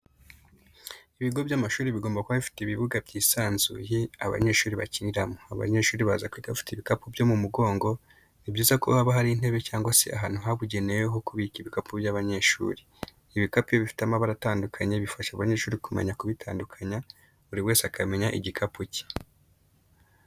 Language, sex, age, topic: Kinyarwanda, male, 25-35, education